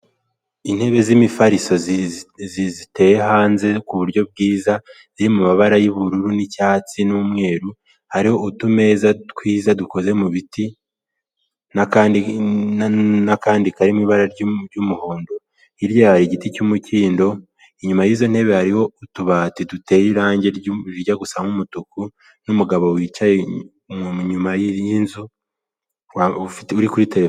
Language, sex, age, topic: Kinyarwanda, male, 18-24, finance